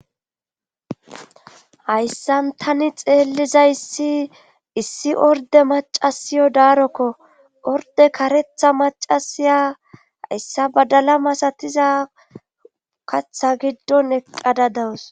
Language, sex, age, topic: Gamo, female, 25-35, government